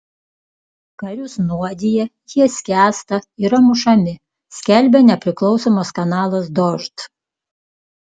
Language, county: Lithuanian, Klaipėda